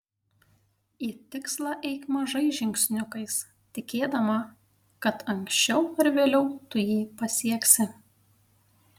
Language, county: Lithuanian, Panevėžys